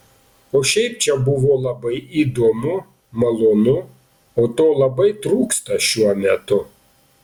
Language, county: Lithuanian, Panevėžys